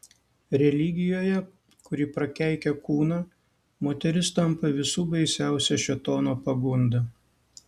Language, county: Lithuanian, Kaunas